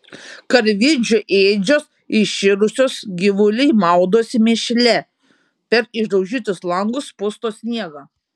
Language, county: Lithuanian, Šiauliai